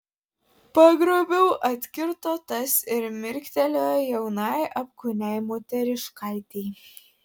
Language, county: Lithuanian, Vilnius